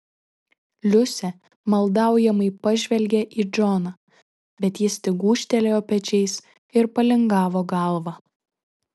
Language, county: Lithuanian, Šiauliai